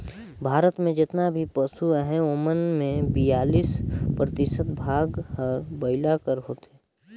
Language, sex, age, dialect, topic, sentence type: Chhattisgarhi, male, 25-30, Northern/Bhandar, agriculture, statement